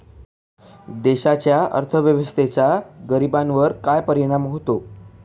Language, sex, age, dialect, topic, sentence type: Marathi, male, 18-24, Northern Konkan, banking, statement